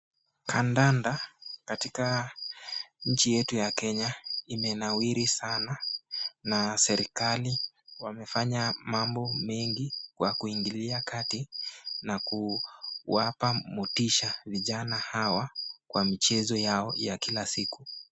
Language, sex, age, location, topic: Swahili, male, 18-24, Nakuru, government